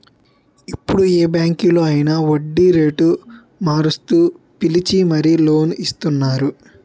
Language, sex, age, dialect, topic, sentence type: Telugu, male, 18-24, Utterandhra, banking, statement